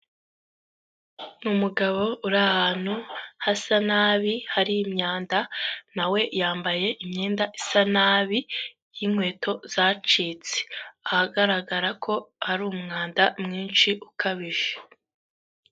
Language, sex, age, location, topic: Kinyarwanda, female, 18-24, Huye, health